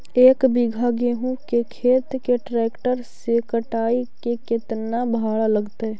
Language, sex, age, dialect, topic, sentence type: Magahi, female, 36-40, Central/Standard, agriculture, question